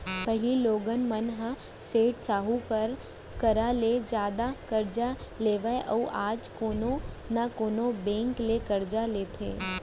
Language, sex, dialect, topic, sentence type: Chhattisgarhi, female, Central, banking, statement